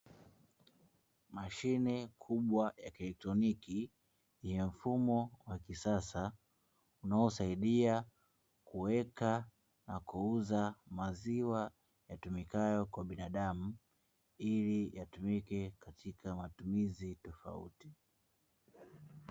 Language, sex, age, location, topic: Swahili, male, 25-35, Dar es Salaam, finance